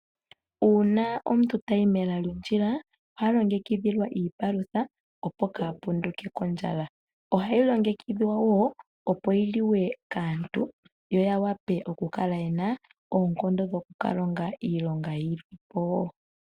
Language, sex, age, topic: Oshiwambo, female, 18-24, agriculture